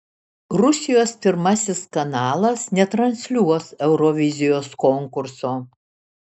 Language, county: Lithuanian, Šiauliai